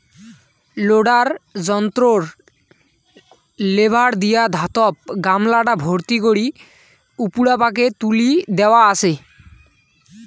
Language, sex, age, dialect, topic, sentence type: Bengali, male, 18-24, Rajbangshi, agriculture, statement